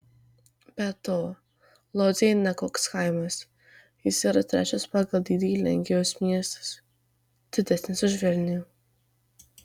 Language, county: Lithuanian, Marijampolė